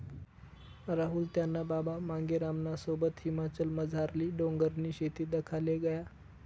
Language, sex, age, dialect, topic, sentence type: Marathi, male, 18-24, Northern Konkan, agriculture, statement